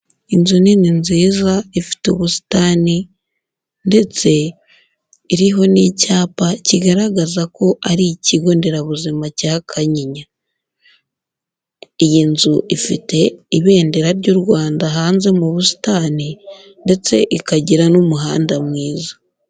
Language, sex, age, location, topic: Kinyarwanda, female, 18-24, Huye, health